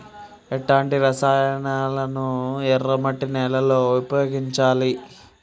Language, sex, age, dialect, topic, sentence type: Telugu, male, 18-24, Telangana, agriculture, question